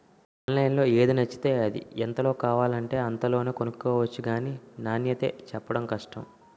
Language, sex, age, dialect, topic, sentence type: Telugu, male, 18-24, Utterandhra, agriculture, statement